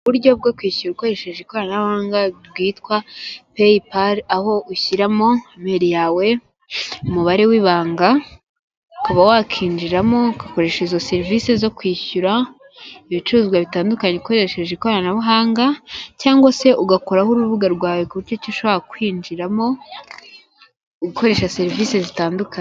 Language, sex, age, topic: Kinyarwanda, female, 18-24, finance